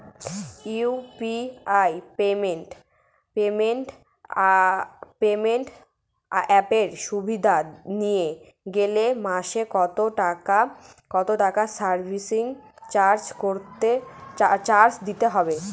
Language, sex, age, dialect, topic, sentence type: Bengali, female, 18-24, Northern/Varendri, banking, question